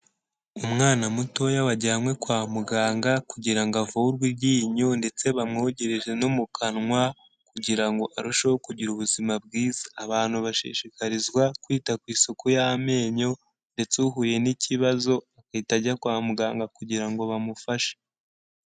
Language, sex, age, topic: Kinyarwanda, male, 18-24, health